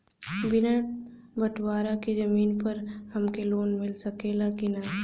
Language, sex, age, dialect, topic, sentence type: Bhojpuri, female, 18-24, Western, banking, question